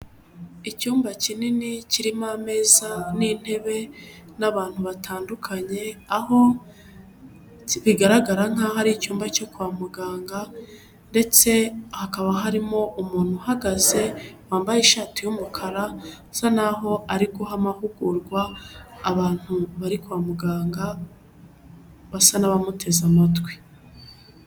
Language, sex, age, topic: Kinyarwanda, female, 25-35, health